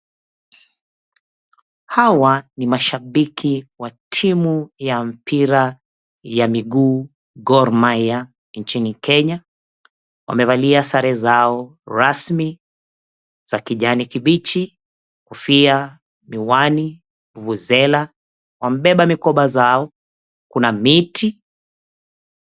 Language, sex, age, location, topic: Swahili, male, 36-49, Mombasa, government